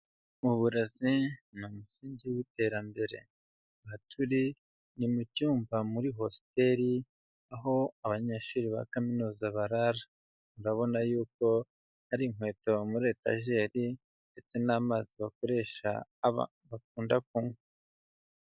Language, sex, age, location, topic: Kinyarwanda, male, 25-35, Huye, education